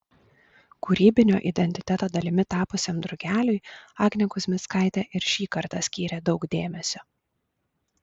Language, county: Lithuanian, Klaipėda